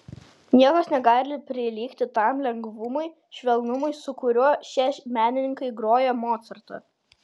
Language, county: Lithuanian, Kaunas